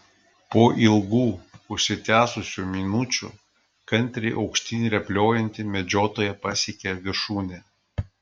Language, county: Lithuanian, Klaipėda